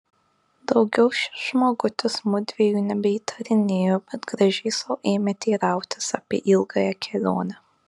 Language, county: Lithuanian, Kaunas